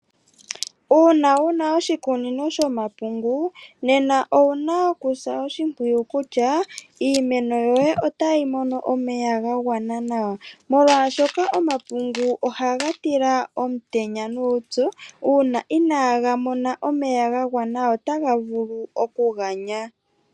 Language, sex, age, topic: Oshiwambo, female, 25-35, agriculture